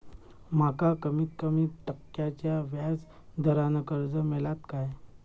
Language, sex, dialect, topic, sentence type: Marathi, male, Southern Konkan, banking, question